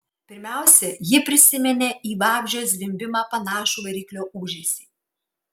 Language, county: Lithuanian, Kaunas